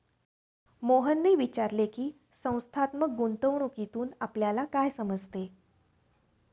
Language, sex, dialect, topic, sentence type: Marathi, female, Standard Marathi, banking, statement